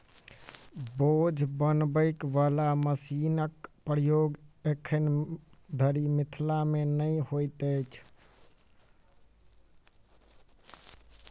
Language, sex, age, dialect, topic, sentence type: Maithili, male, 18-24, Southern/Standard, agriculture, statement